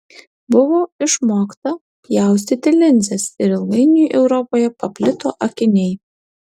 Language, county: Lithuanian, Alytus